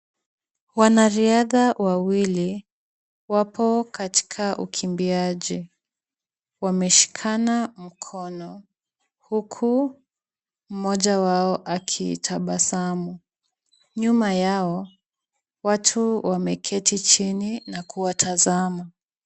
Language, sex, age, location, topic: Swahili, female, 18-24, Kisumu, education